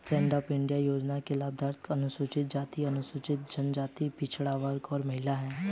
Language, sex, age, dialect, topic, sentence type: Hindi, male, 18-24, Hindustani Malvi Khadi Boli, banking, statement